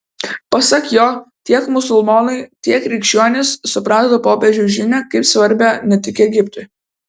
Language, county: Lithuanian, Vilnius